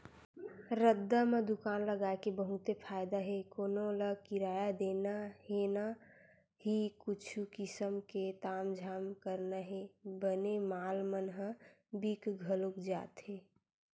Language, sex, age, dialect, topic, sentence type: Chhattisgarhi, female, 18-24, Western/Budati/Khatahi, agriculture, statement